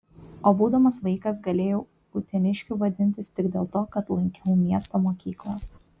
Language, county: Lithuanian, Kaunas